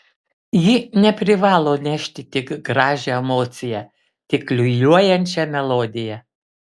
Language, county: Lithuanian, Kaunas